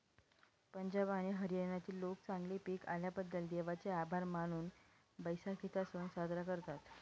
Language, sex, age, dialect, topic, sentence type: Marathi, female, 18-24, Northern Konkan, agriculture, statement